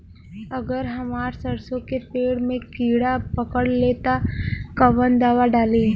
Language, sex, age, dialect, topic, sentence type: Bhojpuri, female, 18-24, Southern / Standard, agriculture, question